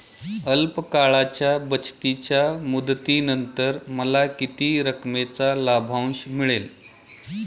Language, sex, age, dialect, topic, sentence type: Marathi, male, 41-45, Standard Marathi, banking, question